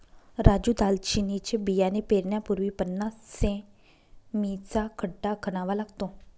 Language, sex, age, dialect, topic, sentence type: Marathi, female, 25-30, Northern Konkan, agriculture, statement